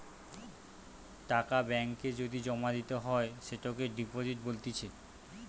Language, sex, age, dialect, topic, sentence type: Bengali, male, 18-24, Western, banking, statement